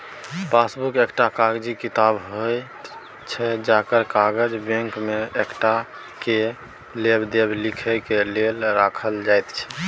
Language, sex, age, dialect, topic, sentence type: Maithili, male, 18-24, Bajjika, banking, statement